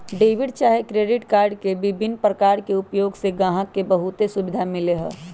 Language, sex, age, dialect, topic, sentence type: Magahi, male, 18-24, Western, banking, statement